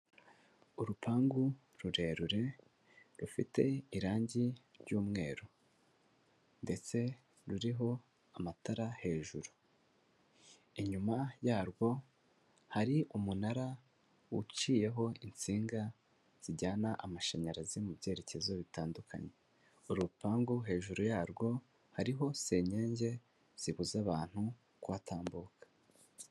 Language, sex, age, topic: Kinyarwanda, male, 18-24, government